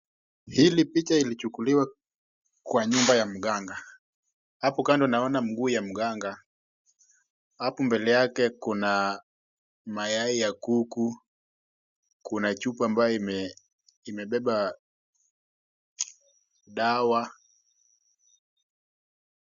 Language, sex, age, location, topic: Swahili, male, 18-24, Wajir, health